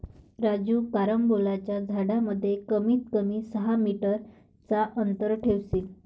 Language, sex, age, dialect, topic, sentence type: Marathi, female, 60-100, Varhadi, agriculture, statement